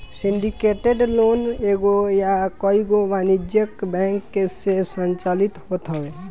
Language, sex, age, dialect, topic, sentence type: Bhojpuri, male, 18-24, Northern, banking, statement